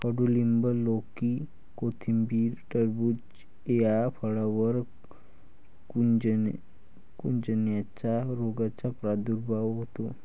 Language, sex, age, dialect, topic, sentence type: Marathi, male, 18-24, Varhadi, agriculture, statement